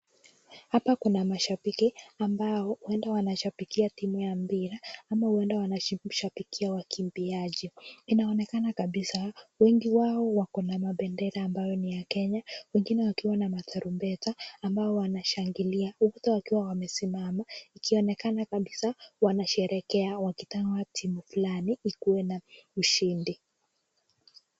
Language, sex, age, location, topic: Swahili, female, 25-35, Nakuru, government